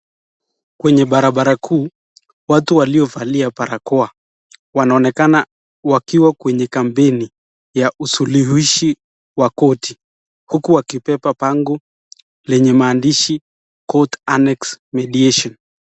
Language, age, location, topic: Swahili, 36-49, Nakuru, government